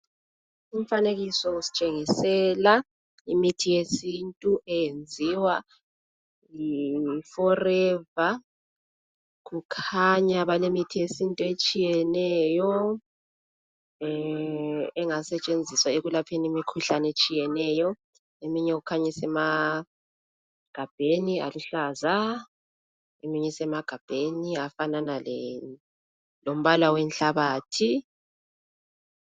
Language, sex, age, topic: North Ndebele, female, 25-35, health